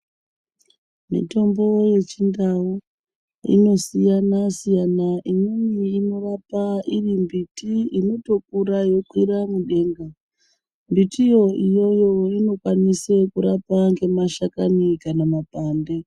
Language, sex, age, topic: Ndau, male, 36-49, health